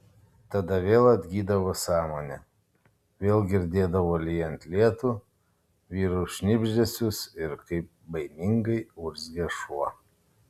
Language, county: Lithuanian, Kaunas